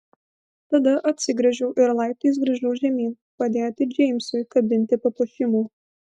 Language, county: Lithuanian, Vilnius